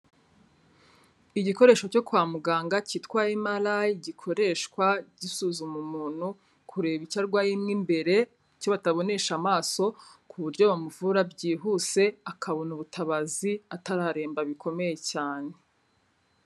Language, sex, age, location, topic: Kinyarwanda, female, 25-35, Kigali, health